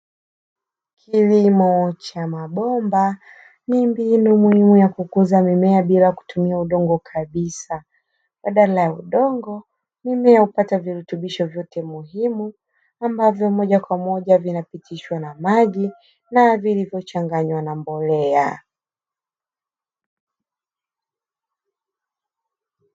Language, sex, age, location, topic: Swahili, female, 25-35, Dar es Salaam, agriculture